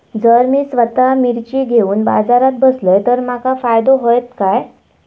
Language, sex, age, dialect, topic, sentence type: Marathi, female, 18-24, Southern Konkan, agriculture, question